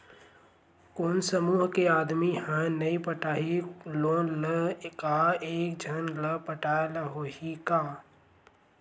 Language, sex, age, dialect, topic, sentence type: Chhattisgarhi, male, 18-24, Western/Budati/Khatahi, banking, question